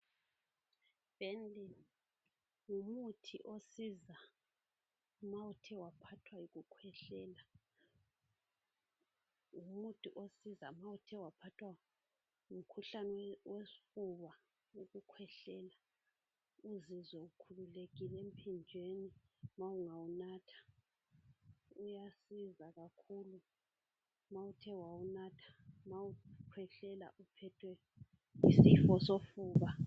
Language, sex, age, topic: North Ndebele, female, 36-49, health